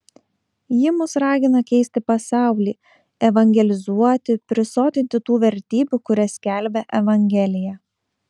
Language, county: Lithuanian, Kaunas